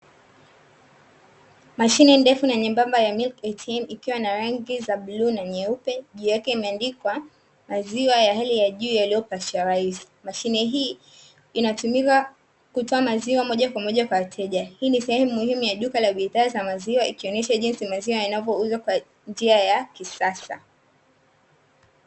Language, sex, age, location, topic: Swahili, female, 18-24, Dar es Salaam, finance